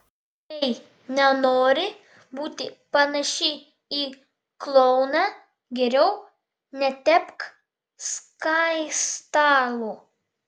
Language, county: Lithuanian, Vilnius